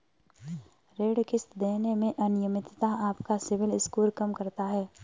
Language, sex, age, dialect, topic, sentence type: Hindi, female, 18-24, Kanauji Braj Bhasha, banking, statement